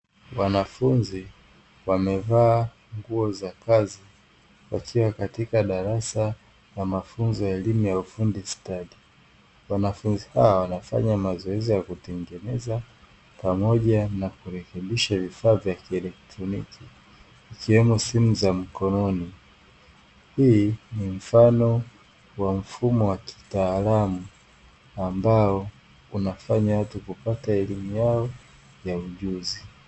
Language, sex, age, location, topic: Swahili, male, 18-24, Dar es Salaam, education